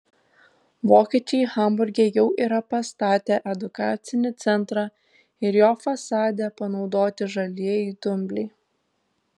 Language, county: Lithuanian, Tauragė